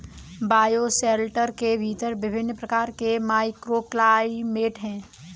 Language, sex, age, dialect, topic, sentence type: Hindi, female, 18-24, Kanauji Braj Bhasha, agriculture, statement